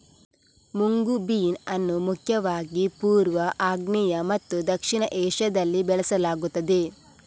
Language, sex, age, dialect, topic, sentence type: Kannada, female, 18-24, Coastal/Dakshin, agriculture, statement